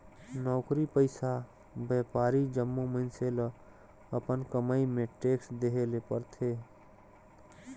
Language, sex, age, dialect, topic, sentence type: Chhattisgarhi, male, 31-35, Northern/Bhandar, banking, statement